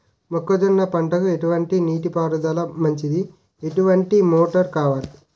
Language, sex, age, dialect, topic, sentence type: Telugu, male, 18-24, Utterandhra, agriculture, question